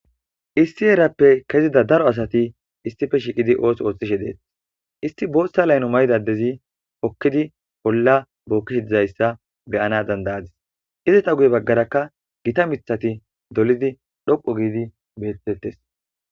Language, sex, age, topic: Gamo, male, 25-35, agriculture